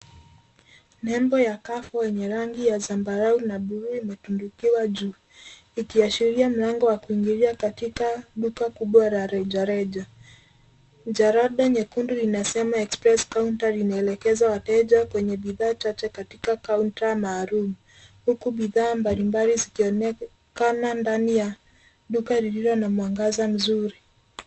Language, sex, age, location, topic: Swahili, female, 18-24, Nairobi, finance